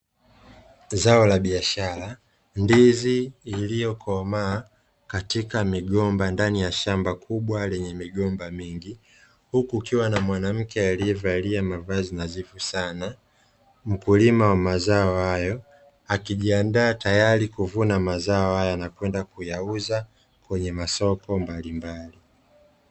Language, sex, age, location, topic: Swahili, male, 25-35, Dar es Salaam, agriculture